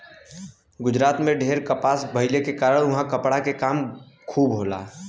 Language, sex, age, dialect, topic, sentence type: Bhojpuri, male, 18-24, Western, agriculture, statement